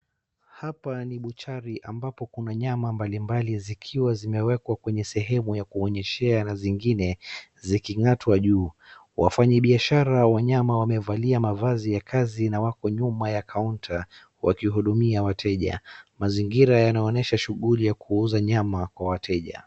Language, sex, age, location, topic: Swahili, male, 36-49, Wajir, finance